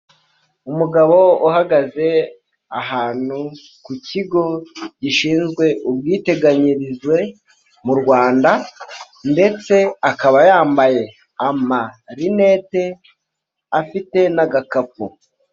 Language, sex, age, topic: Kinyarwanda, male, 25-35, finance